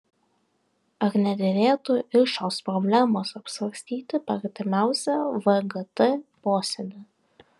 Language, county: Lithuanian, Vilnius